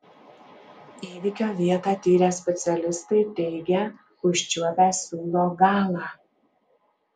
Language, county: Lithuanian, Alytus